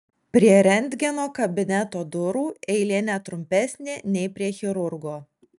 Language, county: Lithuanian, Alytus